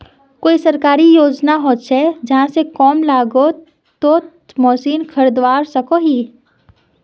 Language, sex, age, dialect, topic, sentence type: Magahi, female, 36-40, Northeastern/Surjapuri, agriculture, question